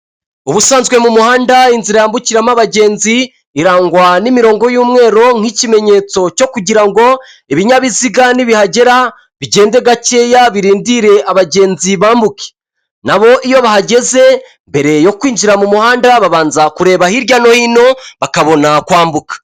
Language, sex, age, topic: Kinyarwanda, male, 25-35, government